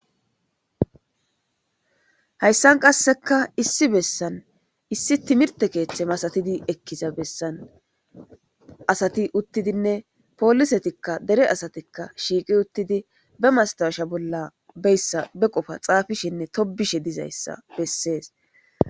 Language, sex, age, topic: Gamo, female, 25-35, government